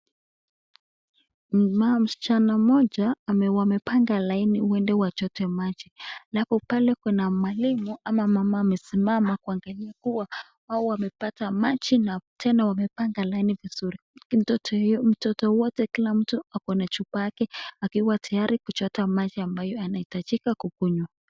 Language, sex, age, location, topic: Swahili, female, 18-24, Nakuru, health